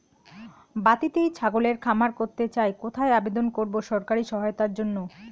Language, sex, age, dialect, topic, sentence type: Bengali, female, 31-35, Rajbangshi, agriculture, question